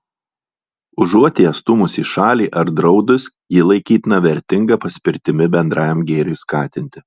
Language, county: Lithuanian, Alytus